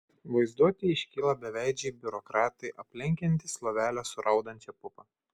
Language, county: Lithuanian, Šiauliai